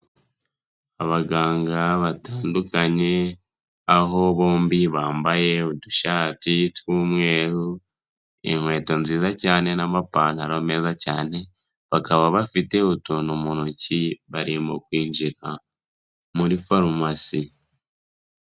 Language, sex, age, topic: Kinyarwanda, male, 18-24, health